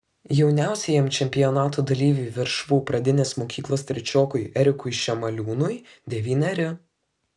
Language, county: Lithuanian, Kaunas